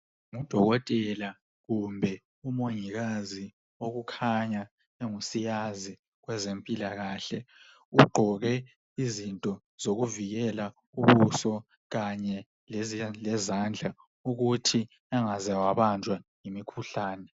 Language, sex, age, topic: North Ndebele, male, 25-35, health